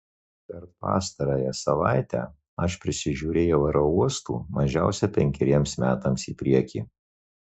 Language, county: Lithuanian, Marijampolė